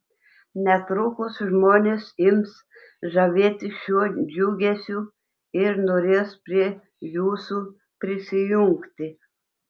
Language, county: Lithuanian, Telšiai